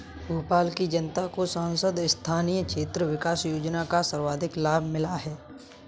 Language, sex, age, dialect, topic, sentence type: Hindi, male, 25-30, Kanauji Braj Bhasha, banking, statement